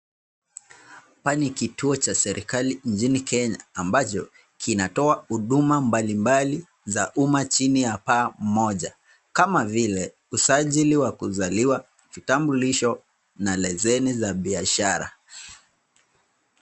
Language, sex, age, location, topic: Swahili, male, 25-35, Nakuru, government